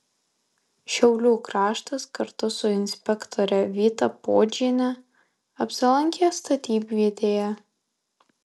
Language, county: Lithuanian, Alytus